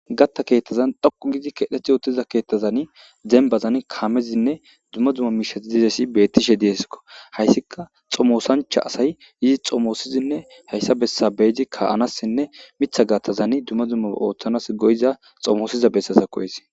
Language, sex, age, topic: Gamo, male, 25-35, government